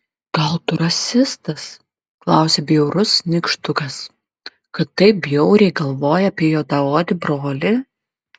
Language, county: Lithuanian, Klaipėda